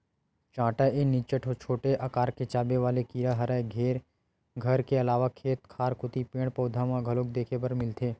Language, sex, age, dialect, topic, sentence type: Chhattisgarhi, male, 18-24, Western/Budati/Khatahi, agriculture, statement